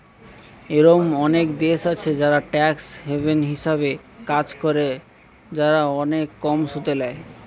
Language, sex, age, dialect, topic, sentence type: Bengali, male, 18-24, Western, banking, statement